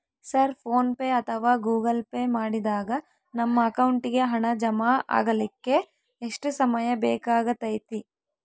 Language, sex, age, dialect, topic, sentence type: Kannada, female, 25-30, Central, banking, question